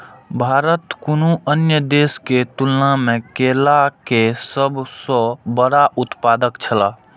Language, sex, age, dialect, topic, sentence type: Maithili, male, 18-24, Eastern / Thethi, agriculture, statement